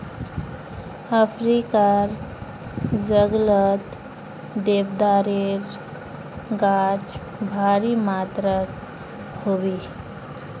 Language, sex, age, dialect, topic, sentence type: Magahi, female, 18-24, Northeastern/Surjapuri, agriculture, statement